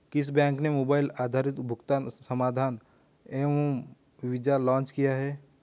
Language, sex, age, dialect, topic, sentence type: Hindi, male, 18-24, Hindustani Malvi Khadi Boli, banking, question